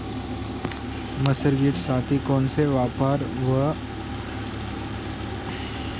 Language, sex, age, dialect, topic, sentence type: Marathi, male, <18, Standard Marathi, agriculture, question